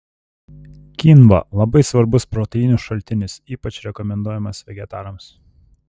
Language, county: Lithuanian, Telšiai